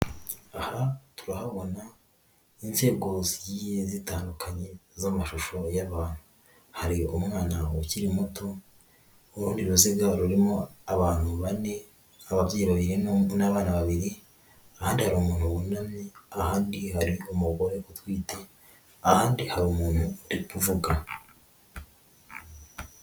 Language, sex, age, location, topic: Kinyarwanda, female, 18-24, Huye, health